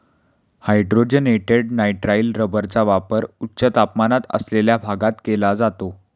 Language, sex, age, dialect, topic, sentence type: Marathi, male, 18-24, Standard Marathi, agriculture, statement